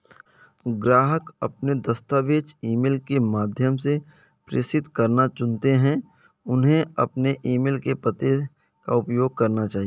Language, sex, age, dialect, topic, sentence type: Hindi, male, 18-24, Kanauji Braj Bhasha, banking, statement